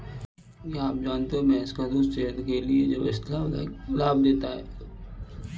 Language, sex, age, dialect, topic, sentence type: Hindi, male, 25-30, Kanauji Braj Bhasha, agriculture, statement